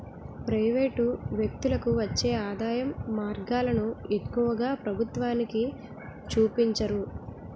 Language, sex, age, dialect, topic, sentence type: Telugu, female, 18-24, Utterandhra, banking, statement